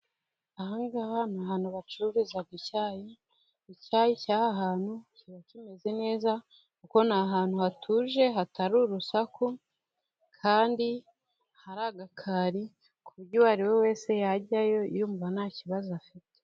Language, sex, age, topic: Kinyarwanda, female, 18-24, finance